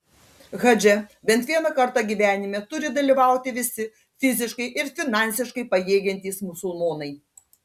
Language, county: Lithuanian, Panevėžys